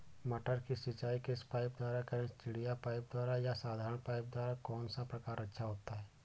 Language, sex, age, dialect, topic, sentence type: Hindi, male, 18-24, Awadhi Bundeli, agriculture, question